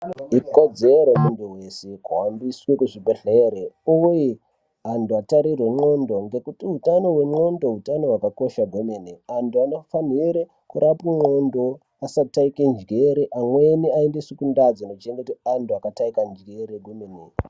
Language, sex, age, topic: Ndau, male, 18-24, health